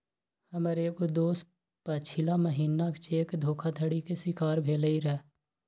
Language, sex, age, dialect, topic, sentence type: Magahi, male, 18-24, Western, banking, statement